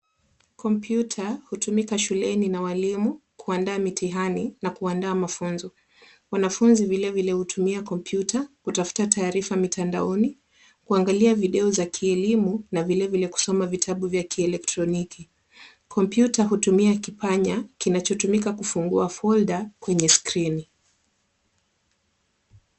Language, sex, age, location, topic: Swahili, female, 18-24, Kisumu, education